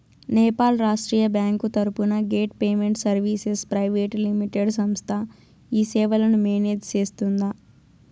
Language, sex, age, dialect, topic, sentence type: Telugu, female, 25-30, Southern, banking, question